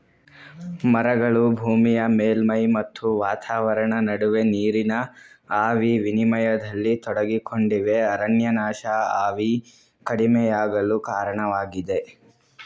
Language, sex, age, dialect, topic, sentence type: Kannada, male, 18-24, Mysore Kannada, agriculture, statement